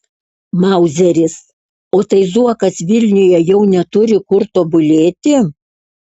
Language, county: Lithuanian, Kaunas